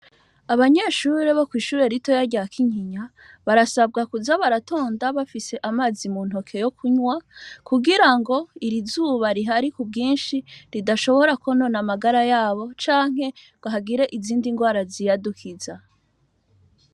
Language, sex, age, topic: Rundi, female, 25-35, education